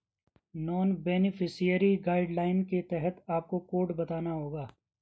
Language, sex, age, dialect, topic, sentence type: Hindi, male, 25-30, Garhwali, banking, statement